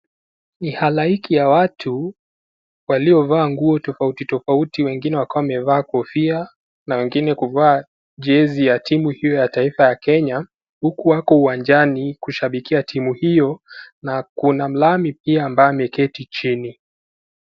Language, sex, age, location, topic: Swahili, male, 18-24, Nakuru, government